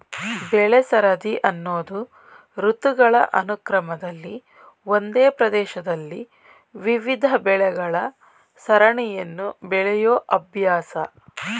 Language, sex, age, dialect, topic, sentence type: Kannada, female, 31-35, Mysore Kannada, agriculture, statement